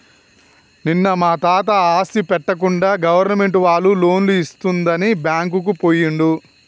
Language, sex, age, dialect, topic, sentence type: Telugu, male, 31-35, Telangana, banking, statement